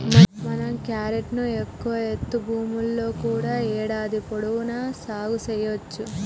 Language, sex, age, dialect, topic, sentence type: Telugu, female, 41-45, Telangana, agriculture, statement